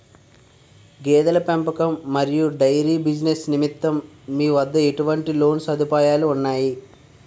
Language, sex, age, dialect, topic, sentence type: Telugu, male, 46-50, Utterandhra, banking, question